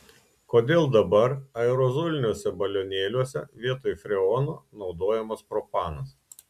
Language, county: Lithuanian, Klaipėda